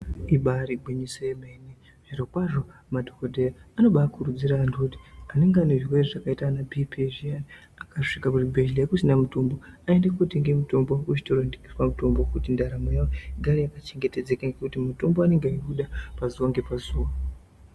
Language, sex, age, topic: Ndau, female, 18-24, health